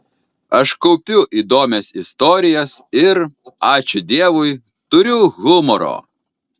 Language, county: Lithuanian, Kaunas